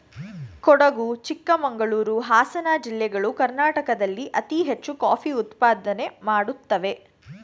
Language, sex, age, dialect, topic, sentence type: Kannada, female, 41-45, Mysore Kannada, agriculture, statement